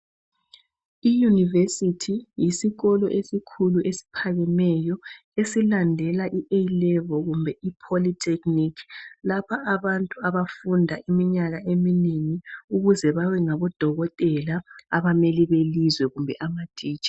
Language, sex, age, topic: North Ndebele, male, 36-49, education